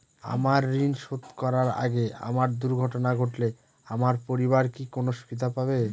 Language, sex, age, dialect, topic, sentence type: Bengali, male, 25-30, Northern/Varendri, banking, question